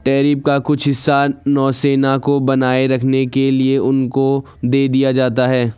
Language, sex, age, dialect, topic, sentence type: Hindi, male, 41-45, Garhwali, banking, statement